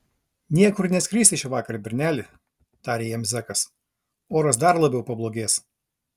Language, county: Lithuanian, Klaipėda